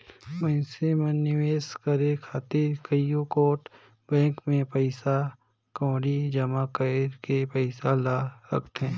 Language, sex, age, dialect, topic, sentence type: Chhattisgarhi, male, 18-24, Northern/Bhandar, banking, statement